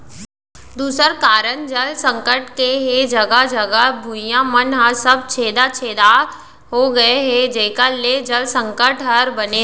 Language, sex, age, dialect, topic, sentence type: Chhattisgarhi, female, 25-30, Central, agriculture, statement